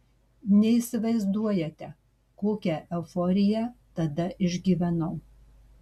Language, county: Lithuanian, Marijampolė